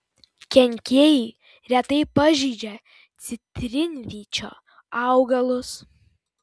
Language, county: Lithuanian, Vilnius